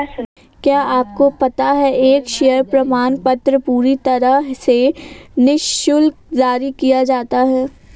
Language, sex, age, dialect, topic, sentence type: Hindi, female, 18-24, Awadhi Bundeli, banking, statement